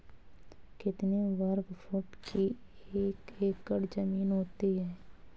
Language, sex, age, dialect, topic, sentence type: Hindi, female, 18-24, Marwari Dhudhari, agriculture, question